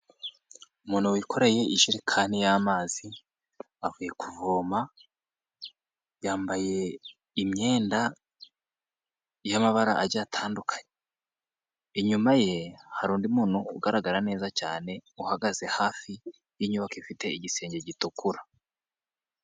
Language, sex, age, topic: Kinyarwanda, male, 18-24, health